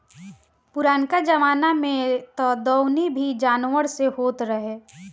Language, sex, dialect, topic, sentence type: Bhojpuri, female, Northern, agriculture, statement